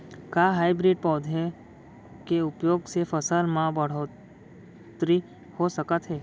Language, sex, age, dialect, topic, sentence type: Chhattisgarhi, female, 18-24, Central, agriculture, question